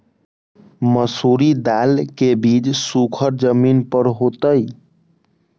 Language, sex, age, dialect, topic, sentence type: Magahi, male, 18-24, Western, agriculture, question